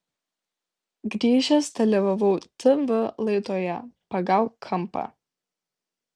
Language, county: Lithuanian, Vilnius